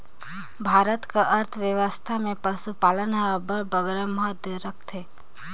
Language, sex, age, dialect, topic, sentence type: Chhattisgarhi, female, 18-24, Northern/Bhandar, agriculture, statement